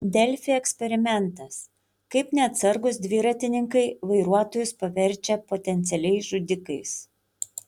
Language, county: Lithuanian, Panevėžys